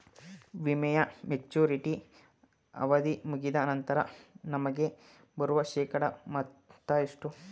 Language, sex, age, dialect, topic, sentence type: Kannada, male, 18-24, Mysore Kannada, banking, question